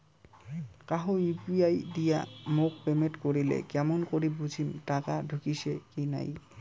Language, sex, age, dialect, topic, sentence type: Bengali, male, 18-24, Rajbangshi, banking, question